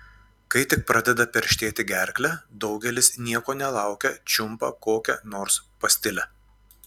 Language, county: Lithuanian, Klaipėda